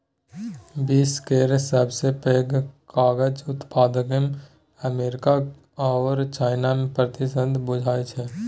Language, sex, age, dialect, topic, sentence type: Maithili, male, 18-24, Bajjika, agriculture, statement